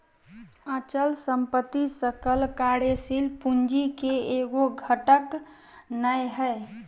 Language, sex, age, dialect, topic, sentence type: Magahi, male, 25-30, Southern, banking, statement